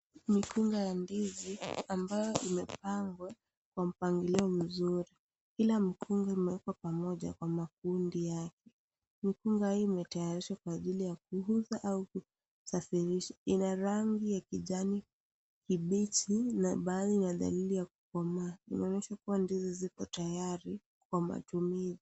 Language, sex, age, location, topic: Swahili, female, 18-24, Kisii, agriculture